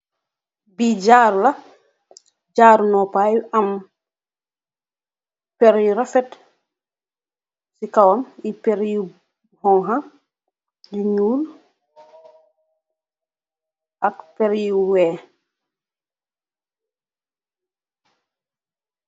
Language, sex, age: Wolof, female, 25-35